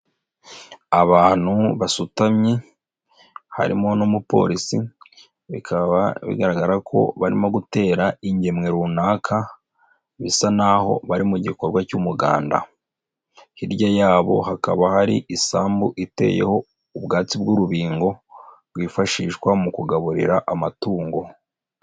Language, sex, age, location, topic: Kinyarwanda, male, 25-35, Nyagatare, agriculture